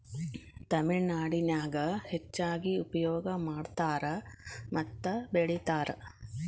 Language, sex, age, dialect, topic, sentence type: Kannada, female, 41-45, Dharwad Kannada, agriculture, statement